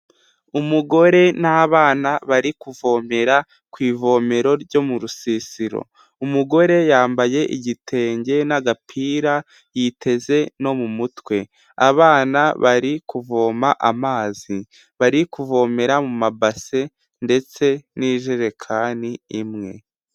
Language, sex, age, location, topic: Kinyarwanda, male, 18-24, Huye, health